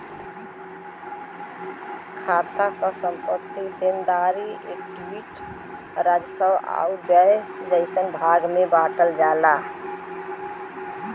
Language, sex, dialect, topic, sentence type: Bhojpuri, female, Western, banking, statement